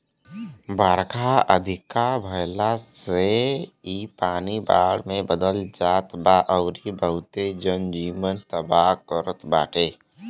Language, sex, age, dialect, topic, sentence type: Bhojpuri, male, 18-24, Western, agriculture, statement